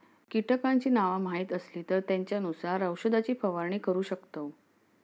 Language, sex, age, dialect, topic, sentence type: Marathi, female, 56-60, Southern Konkan, agriculture, statement